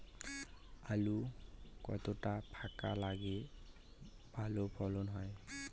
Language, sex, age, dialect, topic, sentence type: Bengali, male, 18-24, Rajbangshi, agriculture, question